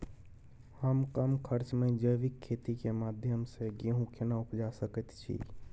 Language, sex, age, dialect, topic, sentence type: Maithili, male, 18-24, Bajjika, agriculture, question